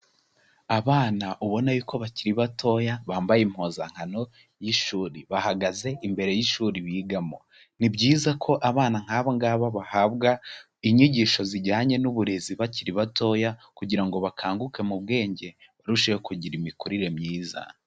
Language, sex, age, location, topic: Kinyarwanda, male, 18-24, Kigali, education